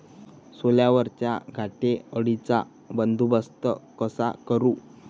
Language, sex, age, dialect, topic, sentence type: Marathi, male, 18-24, Varhadi, agriculture, question